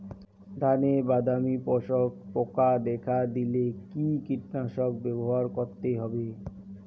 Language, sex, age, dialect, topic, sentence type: Bengali, male, 18-24, Rajbangshi, agriculture, question